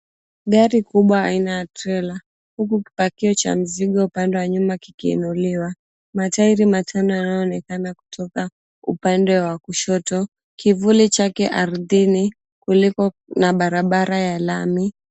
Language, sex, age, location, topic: Swahili, female, 18-24, Mombasa, government